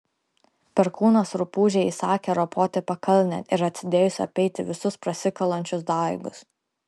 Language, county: Lithuanian, Klaipėda